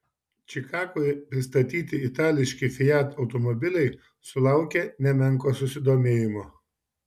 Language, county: Lithuanian, Šiauliai